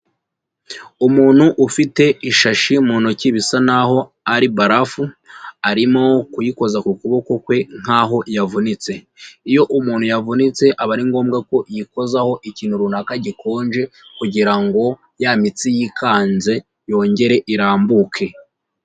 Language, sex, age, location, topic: Kinyarwanda, female, 36-49, Huye, health